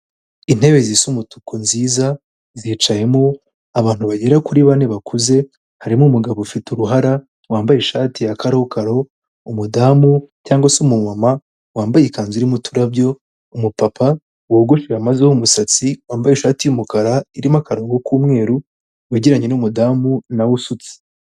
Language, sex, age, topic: Kinyarwanda, male, 18-24, health